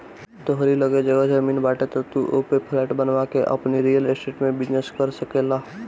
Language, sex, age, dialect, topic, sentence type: Bhojpuri, male, 18-24, Northern, banking, statement